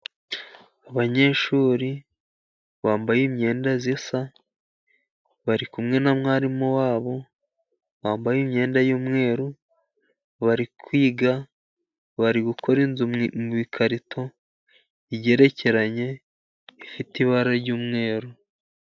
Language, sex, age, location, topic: Kinyarwanda, male, 50+, Musanze, education